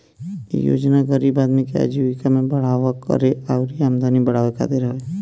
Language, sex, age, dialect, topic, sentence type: Bhojpuri, male, 25-30, Northern, banking, statement